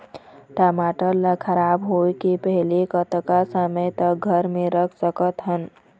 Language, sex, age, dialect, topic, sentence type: Chhattisgarhi, female, 25-30, Eastern, agriculture, question